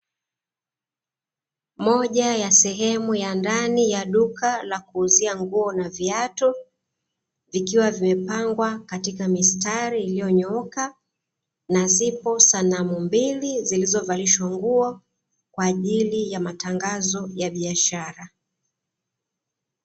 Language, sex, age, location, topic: Swahili, female, 25-35, Dar es Salaam, finance